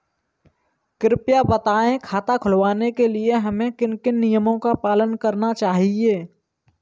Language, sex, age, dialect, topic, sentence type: Hindi, male, 18-24, Kanauji Braj Bhasha, banking, question